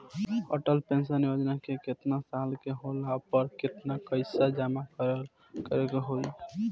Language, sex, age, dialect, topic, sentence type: Bhojpuri, male, <18, Southern / Standard, banking, question